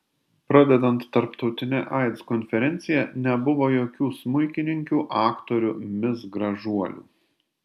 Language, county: Lithuanian, Panevėžys